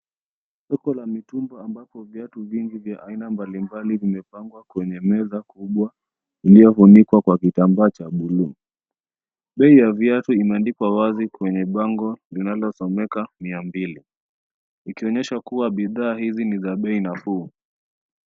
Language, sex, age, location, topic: Swahili, male, 25-35, Nairobi, finance